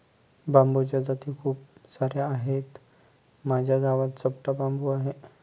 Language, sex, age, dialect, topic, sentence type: Marathi, male, 25-30, Northern Konkan, agriculture, statement